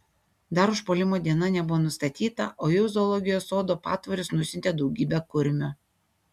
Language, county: Lithuanian, Šiauliai